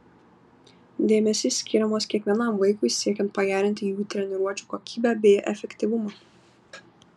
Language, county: Lithuanian, Kaunas